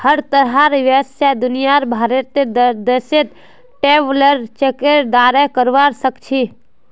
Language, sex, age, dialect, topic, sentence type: Magahi, female, 18-24, Northeastern/Surjapuri, banking, statement